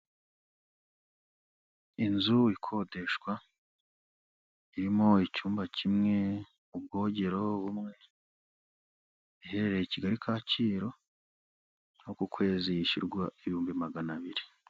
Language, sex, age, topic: Kinyarwanda, male, 25-35, finance